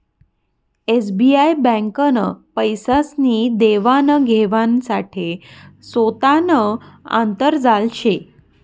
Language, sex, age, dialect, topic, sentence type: Marathi, female, 31-35, Northern Konkan, banking, statement